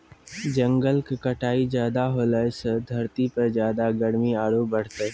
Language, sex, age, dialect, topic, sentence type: Maithili, male, 18-24, Angika, agriculture, statement